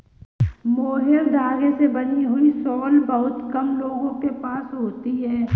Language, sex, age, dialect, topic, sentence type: Hindi, female, 18-24, Kanauji Braj Bhasha, agriculture, statement